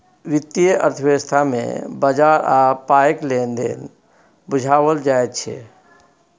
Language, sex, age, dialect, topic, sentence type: Maithili, male, 46-50, Bajjika, banking, statement